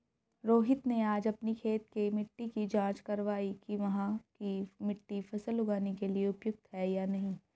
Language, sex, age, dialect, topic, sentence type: Hindi, female, 31-35, Hindustani Malvi Khadi Boli, agriculture, statement